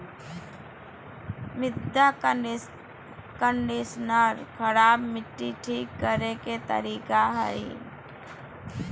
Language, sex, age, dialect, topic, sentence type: Magahi, female, 31-35, Southern, agriculture, statement